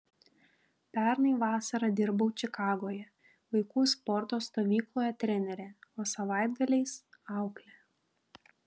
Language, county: Lithuanian, Panevėžys